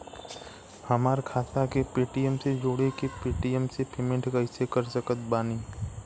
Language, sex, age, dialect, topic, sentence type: Bhojpuri, male, 18-24, Southern / Standard, banking, question